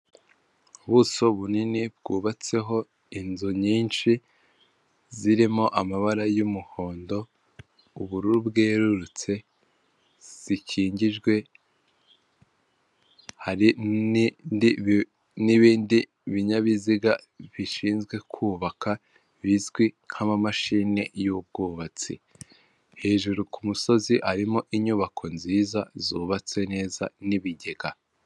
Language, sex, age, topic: Kinyarwanda, male, 18-24, government